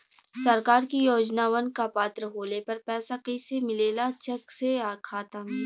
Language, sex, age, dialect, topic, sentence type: Bhojpuri, female, 41-45, Western, banking, question